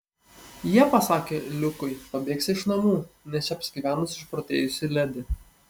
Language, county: Lithuanian, Panevėžys